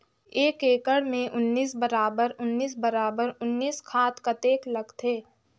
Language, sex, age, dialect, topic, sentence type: Chhattisgarhi, female, 18-24, Northern/Bhandar, agriculture, question